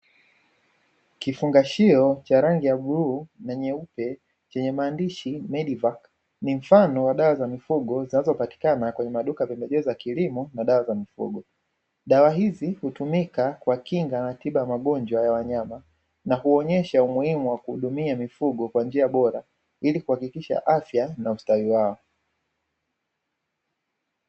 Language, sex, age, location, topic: Swahili, male, 25-35, Dar es Salaam, agriculture